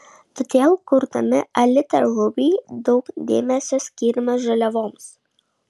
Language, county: Lithuanian, Šiauliai